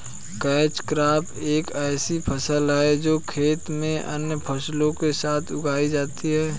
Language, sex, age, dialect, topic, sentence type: Hindi, male, 18-24, Hindustani Malvi Khadi Boli, agriculture, statement